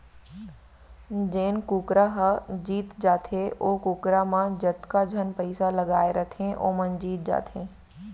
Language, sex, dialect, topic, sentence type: Chhattisgarhi, female, Central, agriculture, statement